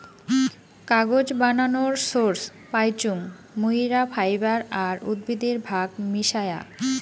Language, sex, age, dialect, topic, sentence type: Bengali, female, 25-30, Rajbangshi, agriculture, statement